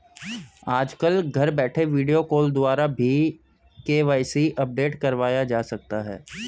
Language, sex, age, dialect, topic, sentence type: Hindi, male, 25-30, Hindustani Malvi Khadi Boli, banking, statement